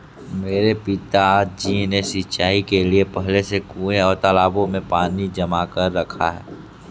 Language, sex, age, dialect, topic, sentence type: Hindi, male, 46-50, Kanauji Braj Bhasha, agriculture, statement